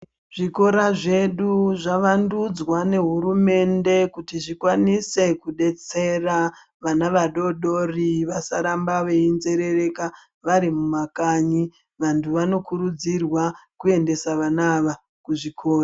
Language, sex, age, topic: Ndau, female, 25-35, education